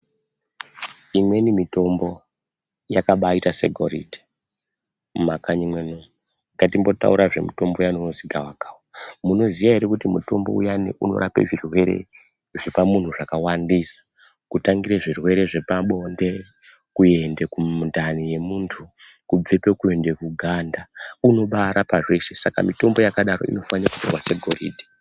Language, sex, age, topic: Ndau, male, 18-24, health